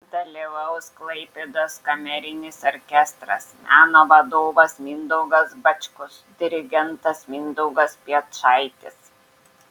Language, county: Lithuanian, Šiauliai